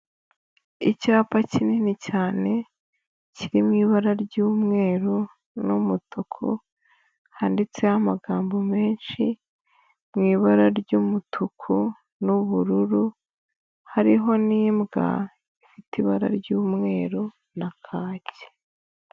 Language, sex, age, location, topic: Kinyarwanda, female, 25-35, Huye, finance